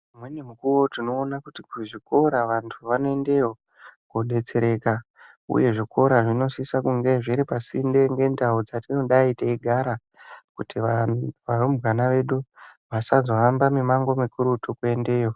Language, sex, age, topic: Ndau, male, 18-24, education